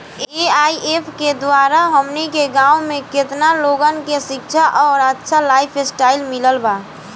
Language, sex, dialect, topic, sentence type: Bhojpuri, female, Southern / Standard, banking, question